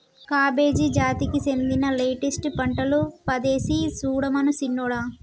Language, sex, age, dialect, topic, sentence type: Telugu, male, 25-30, Telangana, agriculture, statement